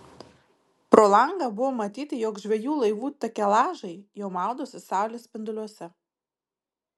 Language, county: Lithuanian, Marijampolė